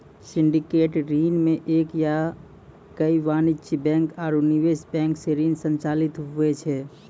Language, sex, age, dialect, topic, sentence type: Maithili, male, 56-60, Angika, banking, statement